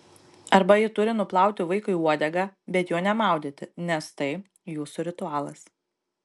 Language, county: Lithuanian, Panevėžys